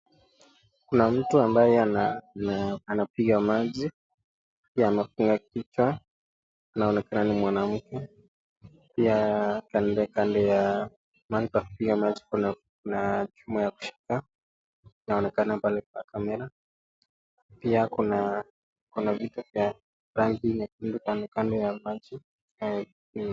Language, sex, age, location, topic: Swahili, male, 18-24, Nakuru, education